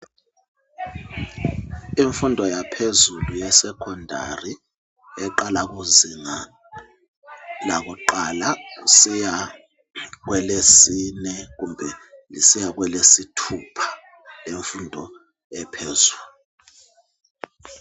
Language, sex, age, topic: North Ndebele, male, 36-49, education